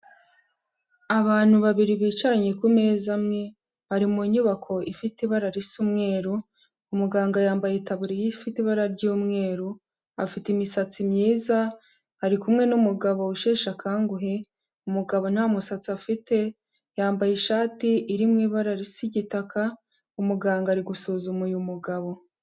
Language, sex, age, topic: Kinyarwanda, female, 18-24, health